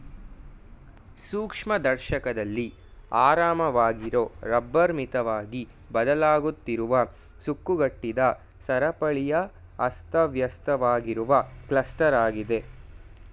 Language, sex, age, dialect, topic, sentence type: Kannada, male, 18-24, Mysore Kannada, agriculture, statement